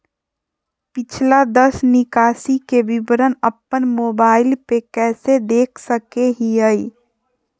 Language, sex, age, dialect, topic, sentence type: Magahi, female, 51-55, Southern, banking, question